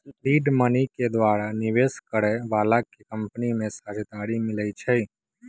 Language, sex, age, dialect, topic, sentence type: Magahi, male, 18-24, Western, banking, statement